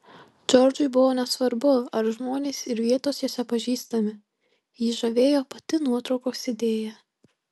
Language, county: Lithuanian, Marijampolė